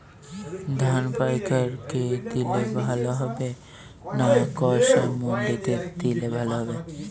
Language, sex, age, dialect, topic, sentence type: Bengali, male, 18-24, Western, agriculture, question